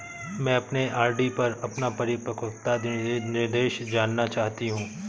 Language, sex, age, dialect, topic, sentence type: Hindi, male, 31-35, Awadhi Bundeli, banking, statement